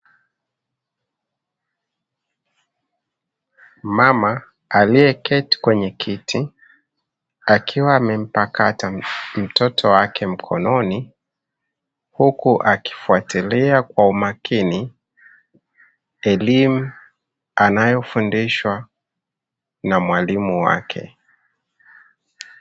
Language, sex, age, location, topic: Swahili, male, 25-35, Dar es Salaam, health